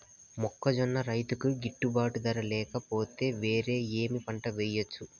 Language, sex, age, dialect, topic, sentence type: Telugu, male, 18-24, Southern, agriculture, question